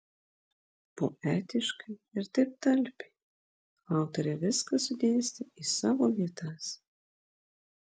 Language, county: Lithuanian, Vilnius